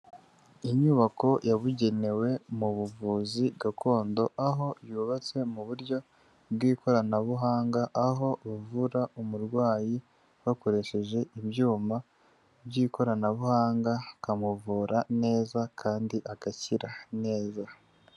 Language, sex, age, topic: Kinyarwanda, male, 18-24, health